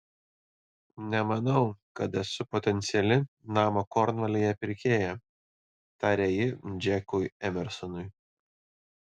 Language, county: Lithuanian, Panevėžys